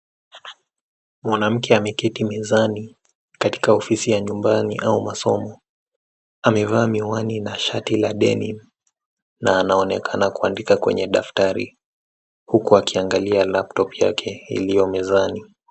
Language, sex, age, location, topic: Swahili, male, 18-24, Nairobi, education